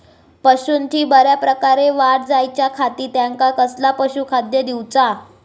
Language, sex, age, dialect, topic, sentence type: Marathi, female, 18-24, Southern Konkan, agriculture, question